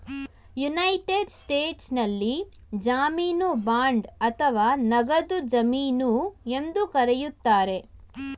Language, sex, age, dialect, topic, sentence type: Kannada, female, 18-24, Mysore Kannada, banking, statement